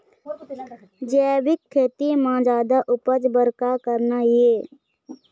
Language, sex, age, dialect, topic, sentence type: Chhattisgarhi, female, 25-30, Eastern, agriculture, question